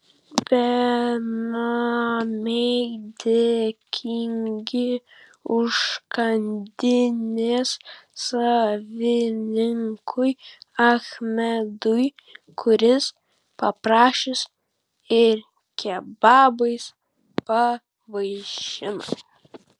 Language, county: Lithuanian, Vilnius